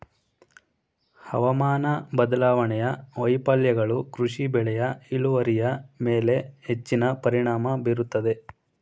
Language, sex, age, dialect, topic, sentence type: Kannada, male, 18-24, Mysore Kannada, agriculture, statement